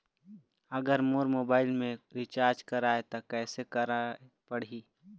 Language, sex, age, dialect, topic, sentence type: Chhattisgarhi, male, 18-24, Eastern, banking, question